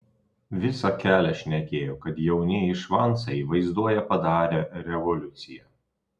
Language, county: Lithuanian, Telšiai